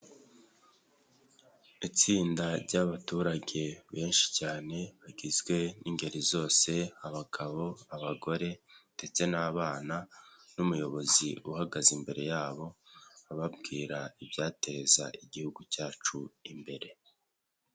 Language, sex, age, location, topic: Kinyarwanda, male, 18-24, Nyagatare, government